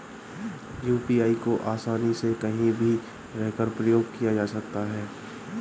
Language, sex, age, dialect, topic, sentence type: Hindi, male, 31-35, Marwari Dhudhari, banking, statement